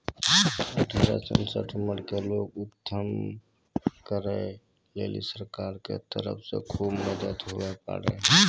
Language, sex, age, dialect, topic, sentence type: Maithili, male, 18-24, Angika, banking, statement